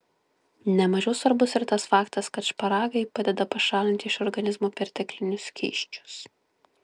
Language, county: Lithuanian, Klaipėda